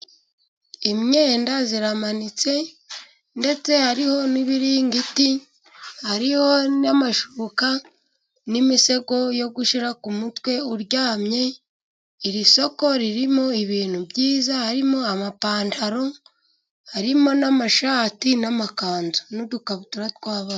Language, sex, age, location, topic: Kinyarwanda, female, 25-35, Musanze, finance